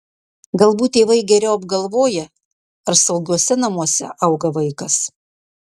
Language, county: Lithuanian, Marijampolė